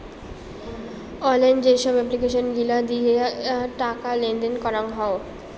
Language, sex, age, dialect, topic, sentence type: Bengali, female, 18-24, Rajbangshi, banking, statement